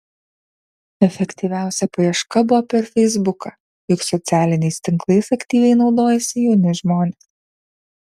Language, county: Lithuanian, Kaunas